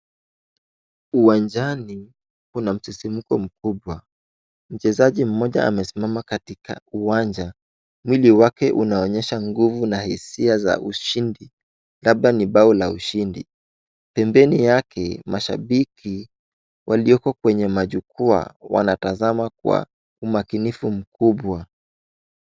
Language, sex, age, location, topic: Swahili, male, 18-24, Wajir, government